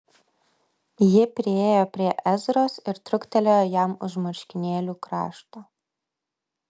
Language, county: Lithuanian, Vilnius